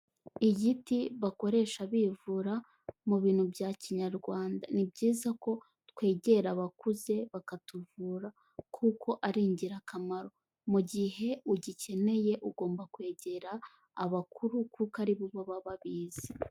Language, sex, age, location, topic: Kinyarwanda, female, 18-24, Kigali, health